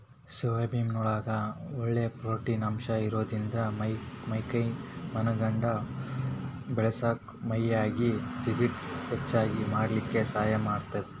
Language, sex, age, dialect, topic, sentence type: Kannada, male, 18-24, Dharwad Kannada, agriculture, statement